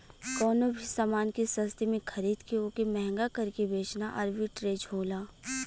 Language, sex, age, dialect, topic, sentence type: Bhojpuri, female, 25-30, Western, banking, statement